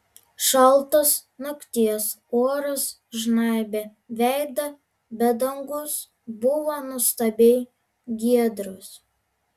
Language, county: Lithuanian, Alytus